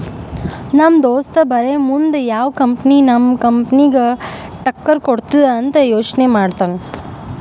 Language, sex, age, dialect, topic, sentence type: Kannada, male, 25-30, Northeastern, banking, statement